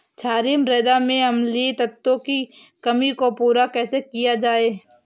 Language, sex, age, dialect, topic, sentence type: Hindi, female, 18-24, Awadhi Bundeli, agriculture, question